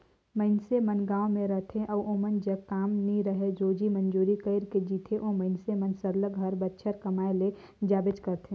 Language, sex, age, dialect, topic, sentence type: Chhattisgarhi, female, 18-24, Northern/Bhandar, agriculture, statement